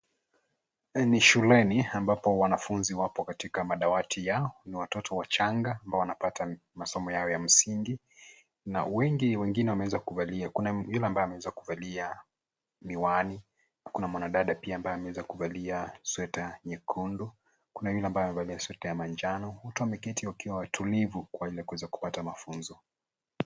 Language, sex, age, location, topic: Swahili, male, 25-35, Nairobi, education